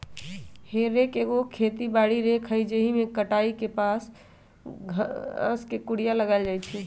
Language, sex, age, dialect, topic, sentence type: Magahi, male, 18-24, Western, agriculture, statement